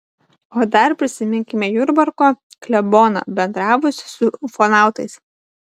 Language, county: Lithuanian, Panevėžys